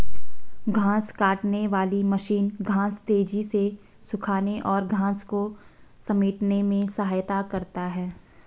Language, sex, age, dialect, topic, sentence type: Hindi, female, 56-60, Marwari Dhudhari, agriculture, statement